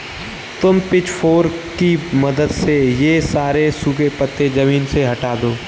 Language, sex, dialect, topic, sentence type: Hindi, male, Kanauji Braj Bhasha, agriculture, statement